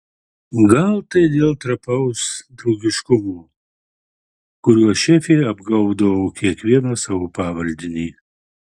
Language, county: Lithuanian, Marijampolė